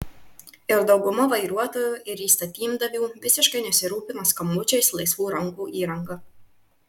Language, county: Lithuanian, Marijampolė